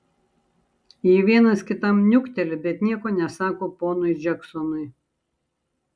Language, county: Lithuanian, Šiauliai